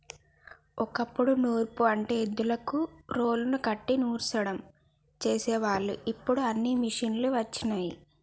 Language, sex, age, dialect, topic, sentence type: Telugu, female, 25-30, Telangana, agriculture, statement